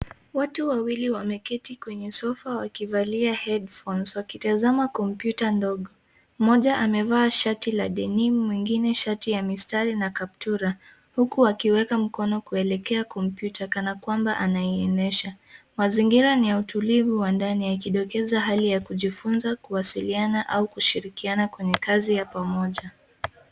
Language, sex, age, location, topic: Swahili, female, 18-24, Nairobi, education